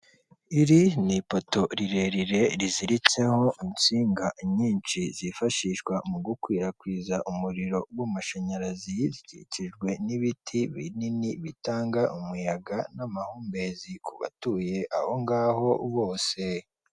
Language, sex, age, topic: Kinyarwanda, female, 36-49, government